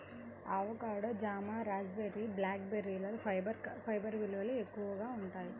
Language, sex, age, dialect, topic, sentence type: Telugu, female, 25-30, Central/Coastal, agriculture, statement